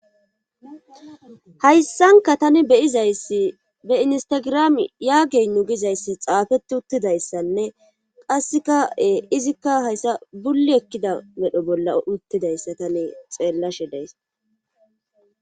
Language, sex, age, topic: Gamo, female, 18-24, government